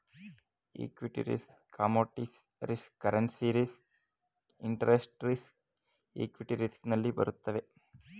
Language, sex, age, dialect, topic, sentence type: Kannada, male, 18-24, Mysore Kannada, banking, statement